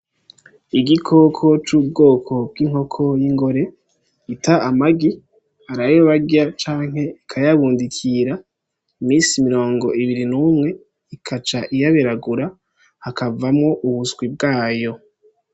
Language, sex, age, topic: Rundi, female, 18-24, agriculture